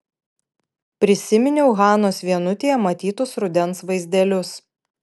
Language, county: Lithuanian, Panevėžys